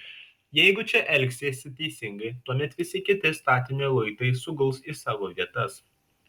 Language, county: Lithuanian, Šiauliai